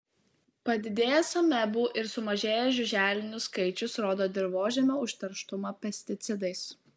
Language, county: Lithuanian, Utena